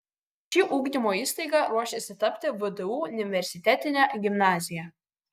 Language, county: Lithuanian, Kaunas